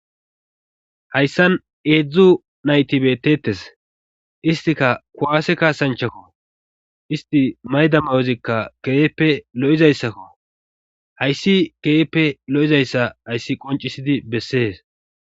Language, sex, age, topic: Gamo, male, 25-35, government